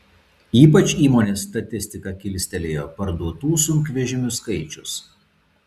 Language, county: Lithuanian, Vilnius